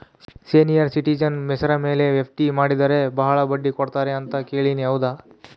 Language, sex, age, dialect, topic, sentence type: Kannada, male, 18-24, Central, banking, question